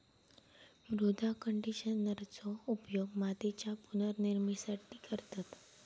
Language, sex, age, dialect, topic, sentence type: Marathi, female, 18-24, Southern Konkan, agriculture, statement